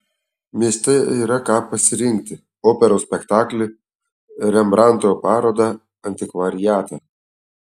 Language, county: Lithuanian, Telšiai